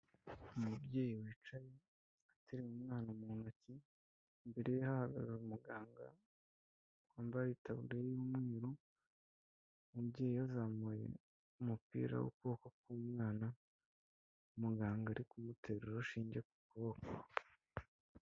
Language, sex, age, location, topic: Kinyarwanda, male, 25-35, Kigali, health